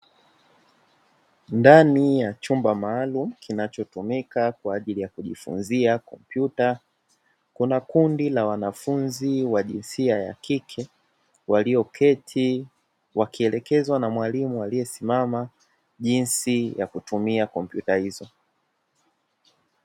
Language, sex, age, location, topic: Swahili, male, 18-24, Dar es Salaam, education